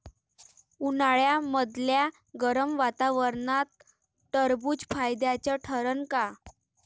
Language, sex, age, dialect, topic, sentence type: Marathi, female, 18-24, Varhadi, agriculture, question